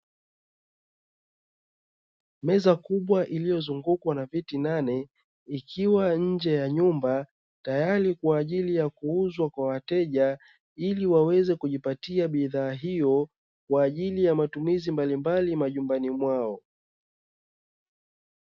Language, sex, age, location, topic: Swahili, male, 36-49, Dar es Salaam, finance